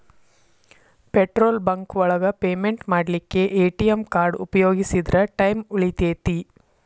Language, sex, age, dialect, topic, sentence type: Kannada, female, 51-55, Dharwad Kannada, banking, statement